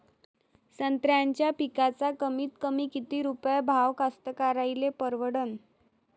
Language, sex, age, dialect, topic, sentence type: Marathi, female, 31-35, Varhadi, agriculture, question